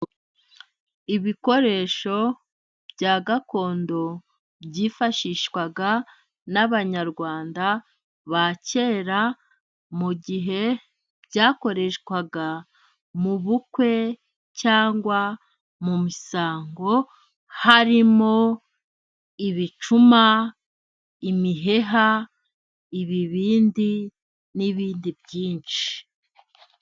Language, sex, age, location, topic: Kinyarwanda, female, 25-35, Musanze, government